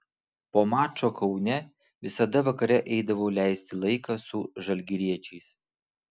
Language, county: Lithuanian, Vilnius